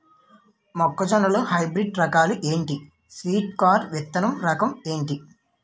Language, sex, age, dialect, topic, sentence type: Telugu, male, 18-24, Utterandhra, agriculture, question